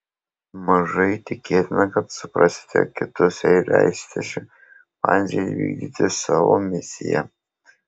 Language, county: Lithuanian, Kaunas